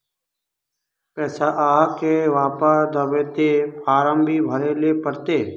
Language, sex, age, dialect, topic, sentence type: Magahi, male, 25-30, Northeastern/Surjapuri, banking, question